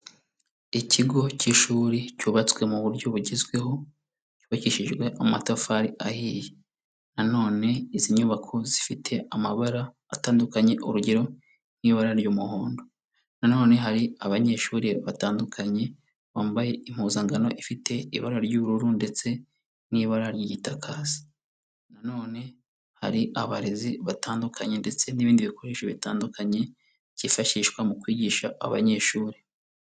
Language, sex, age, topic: Kinyarwanda, male, 18-24, education